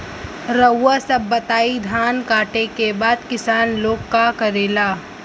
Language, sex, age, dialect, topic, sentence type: Bhojpuri, female, <18, Western, agriculture, question